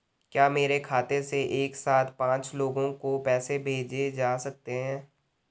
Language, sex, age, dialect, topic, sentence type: Hindi, male, 18-24, Garhwali, banking, question